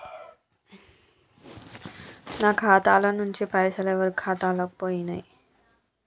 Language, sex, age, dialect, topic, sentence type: Telugu, female, 25-30, Telangana, banking, question